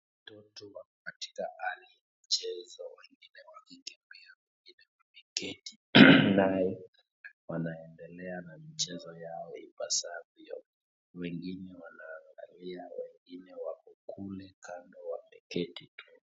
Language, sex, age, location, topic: Swahili, male, 25-35, Wajir, education